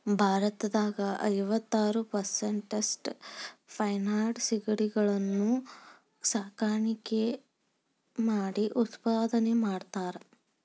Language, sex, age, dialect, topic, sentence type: Kannada, female, 18-24, Dharwad Kannada, agriculture, statement